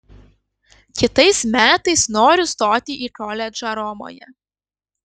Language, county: Lithuanian, Kaunas